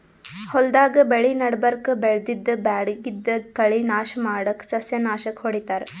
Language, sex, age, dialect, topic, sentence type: Kannada, female, 18-24, Northeastern, agriculture, statement